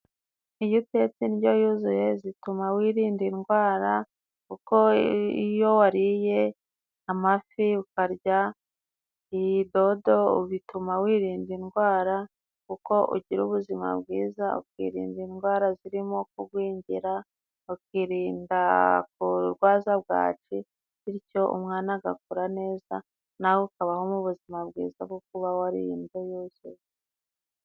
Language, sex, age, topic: Kinyarwanda, female, 25-35, agriculture